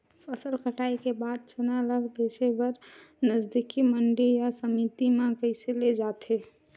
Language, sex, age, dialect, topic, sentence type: Chhattisgarhi, female, 31-35, Western/Budati/Khatahi, agriculture, question